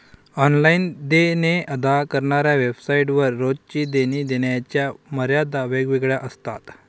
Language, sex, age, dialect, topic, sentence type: Marathi, male, 51-55, Northern Konkan, banking, statement